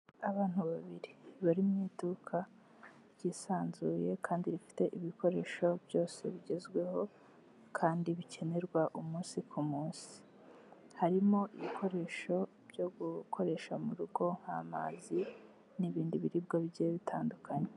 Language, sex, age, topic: Kinyarwanda, female, 18-24, health